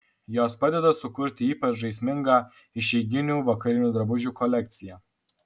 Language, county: Lithuanian, Alytus